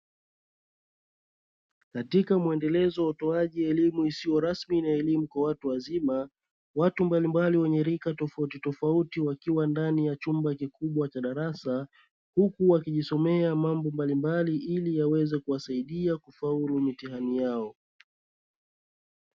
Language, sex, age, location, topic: Swahili, male, 36-49, Dar es Salaam, education